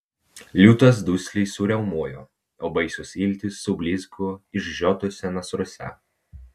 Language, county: Lithuanian, Vilnius